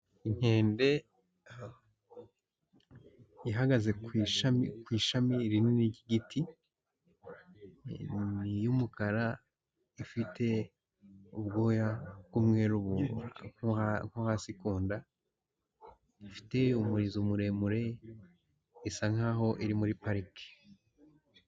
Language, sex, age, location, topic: Kinyarwanda, male, 18-24, Huye, agriculture